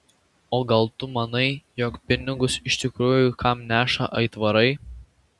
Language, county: Lithuanian, Vilnius